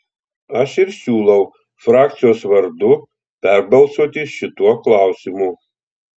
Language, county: Lithuanian, Telšiai